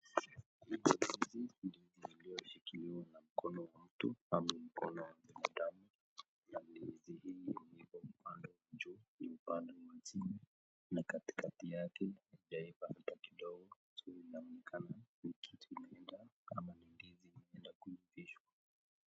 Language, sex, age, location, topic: Swahili, male, 25-35, Nakuru, agriculture